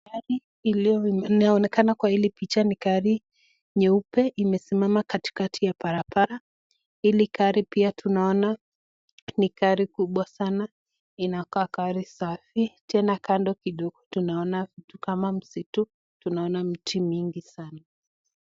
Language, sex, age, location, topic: Swahili, female, 18-24, Nakuru, finance